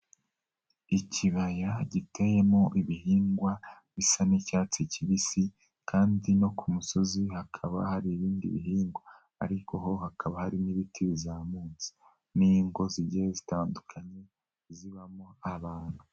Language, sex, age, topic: Kinyarwanda, male, 18-24, agriculture